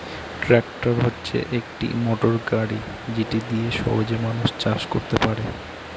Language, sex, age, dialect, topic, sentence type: Bengali, male, 18-24, Northern/Varendri, agriculture, statement